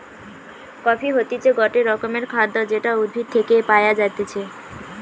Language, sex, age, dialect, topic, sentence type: Bengali, female, 18-24, Western, agriculture, statement